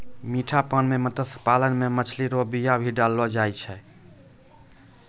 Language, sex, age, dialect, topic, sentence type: Maithili, male, 18-24, Angika, agriculture, statement